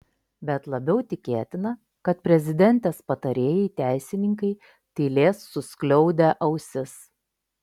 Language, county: Lithuanian, Klaipėda